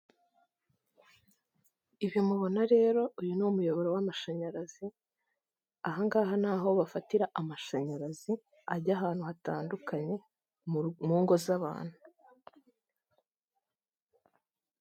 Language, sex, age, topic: Kinyarwanda, female, 18-24, government